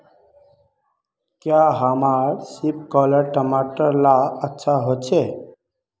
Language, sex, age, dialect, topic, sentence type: Magahi, male, 25-30, Northeastern/Surjapuri, agriculture, question